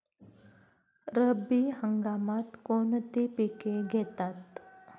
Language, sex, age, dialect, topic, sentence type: Marathi, female, 25-30, Standard Marathi, agriculture, question